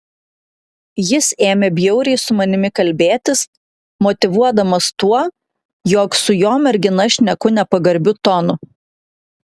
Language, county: Lithuanian, Klaipėda